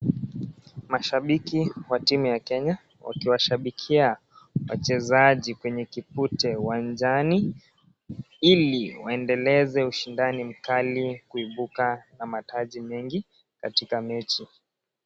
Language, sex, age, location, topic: Swahili, male, 18-24, Kisii, government